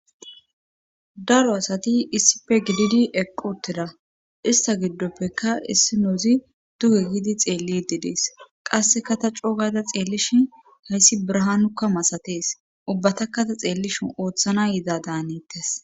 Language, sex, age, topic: Gamo, female, 25-35, government